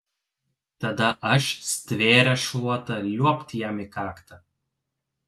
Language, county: Lithuanian, Telšiai